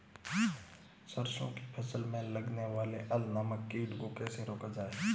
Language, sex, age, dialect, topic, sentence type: Hindi, male, 25-30, Marwari Dhudhari, agriculture, question